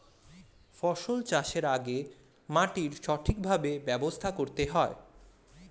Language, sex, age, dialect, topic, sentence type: Bengali, male, 18-24, Standard Colloquial, agriculture, statement